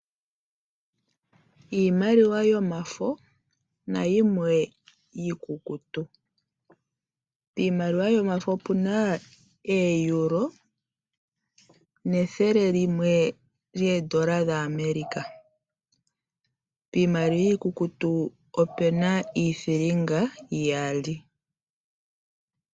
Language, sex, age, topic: Oshiwambo, female, 25-35, finance